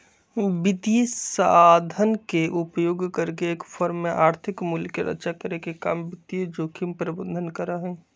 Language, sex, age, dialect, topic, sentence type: Magahi, male, 25-30, Western, banking, statement